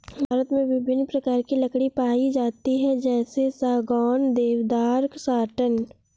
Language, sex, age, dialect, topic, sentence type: Hindi, female, 18-24, Awadhi Bundeli, agriculture, statement